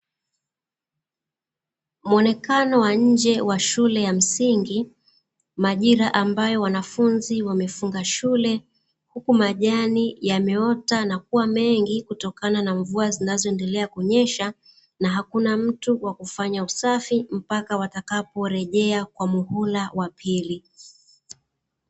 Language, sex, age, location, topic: Swahili, female, 36-49, Dar es Salaam, education